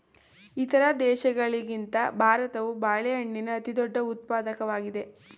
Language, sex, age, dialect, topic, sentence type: Kannada, female, 18-24, Mysore Kannada, agriculture, statement